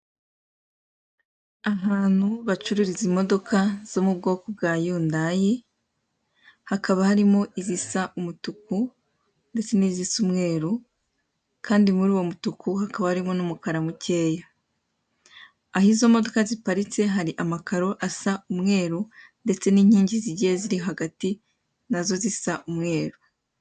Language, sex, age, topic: Kinyarwanda, female, 18-24, finance